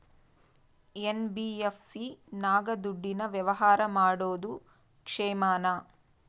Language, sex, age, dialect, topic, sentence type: Kannada, female, 25-30, Central, banking, question